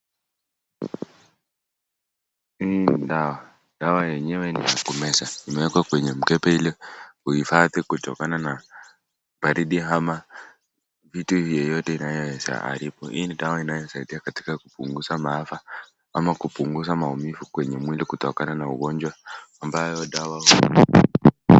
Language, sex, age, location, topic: Swahili, male, 18-24, Nakuru, health